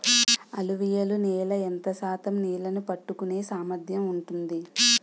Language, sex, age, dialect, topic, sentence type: Telugu, female, 18-24, Utterandhra, agriculture, question